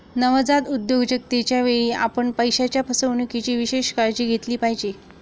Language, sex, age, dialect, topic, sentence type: Marathi, female, 36-40, Standard Marathi, banking, statement